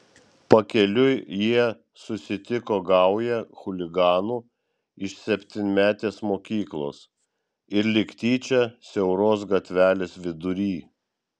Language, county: Lithuanian, Vilnius